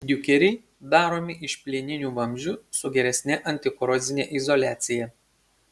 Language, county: Lithuanian, Šiauliai